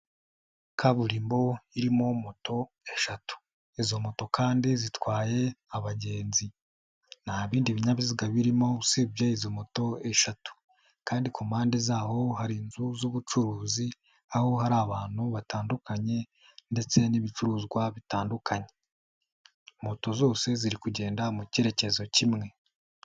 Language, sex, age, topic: Kinyarwanda, male, 18-24, finance